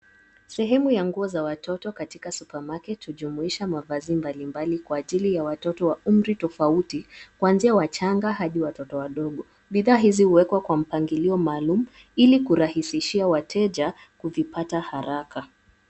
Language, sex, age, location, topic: Swahili, female, 18-24, Nairobi, finance